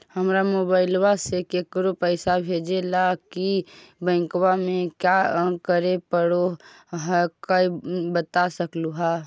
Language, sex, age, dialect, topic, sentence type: Magahi, female, 18-24, Central/Standard, banking, question